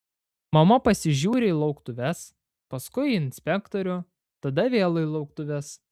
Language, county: Lithuanian, Panevėžys